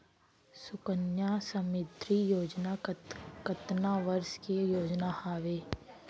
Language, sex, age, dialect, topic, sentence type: Chhattisgarhi, female, 18-24, Central, banking, question